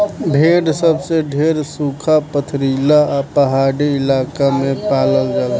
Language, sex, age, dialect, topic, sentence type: Bhojpuri, male, 18-24, Southern / Standard, agriculture, statement